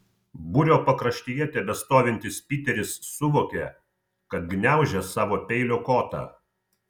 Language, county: Lithuanian, Vilnius